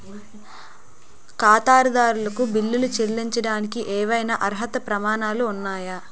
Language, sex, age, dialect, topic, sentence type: Telugu, female, 18-24, Utterandhra, banking, question